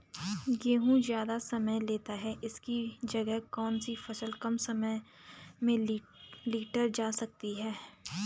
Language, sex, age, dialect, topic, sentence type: Hindi, female, 25-30, Garhwali, agriculture, question